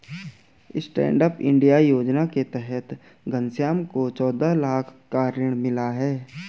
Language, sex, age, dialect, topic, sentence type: Hindi, male, 18-24, Garhwali, banking, statement